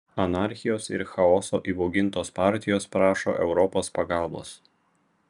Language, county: Lithuanian, Vilnius